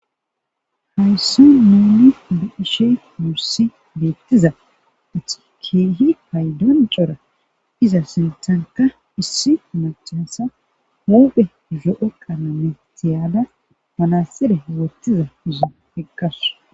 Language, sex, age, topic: Gamo, female, 25-35, government